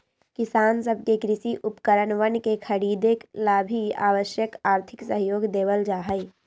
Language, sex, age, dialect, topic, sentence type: Magahi, female, 18-24, Western, agriculture, statement